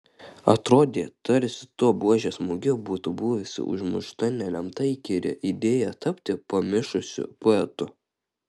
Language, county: Lithuanian, Kaunas